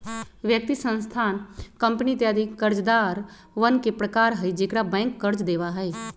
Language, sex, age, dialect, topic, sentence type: Magahi, female, 36-40, Western, banking, statement